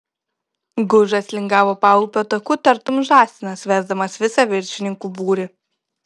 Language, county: Lithuanian, Kaunas